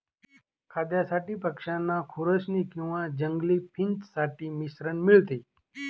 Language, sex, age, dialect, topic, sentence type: Marathi, male, 41-45, Northern Konkan, agriculture, statement